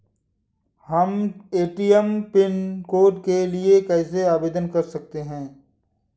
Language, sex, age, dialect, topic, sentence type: Hindi, male, 25-30, Awadhi Bundeli, banking, question